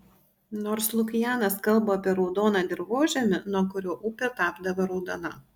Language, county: Lithuanian, Panevėžys